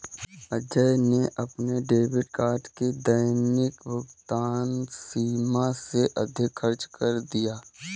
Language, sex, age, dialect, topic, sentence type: Hindi, male, 18-24, Kanauji Braj Bhasha, banking, statement